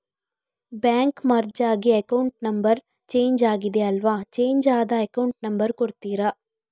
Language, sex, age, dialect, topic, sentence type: Kannada, female, 36-40, Coastal/Dakshin, banking, question